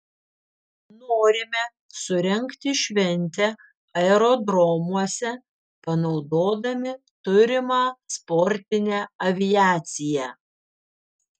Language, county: Lithuanian, Vilnius